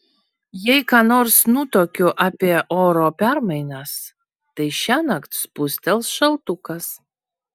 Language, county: Lithuanian, Vilnius